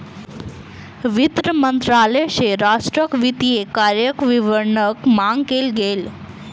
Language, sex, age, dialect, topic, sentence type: Maithili, female, 25-30, Southern/Standard, banking, statement